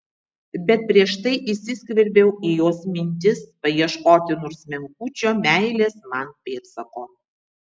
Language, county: Lithuanian, Vilnius